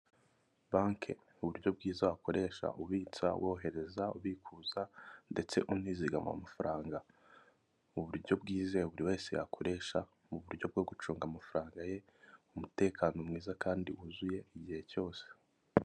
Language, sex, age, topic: Kinyarwanda, male, 25-35, finance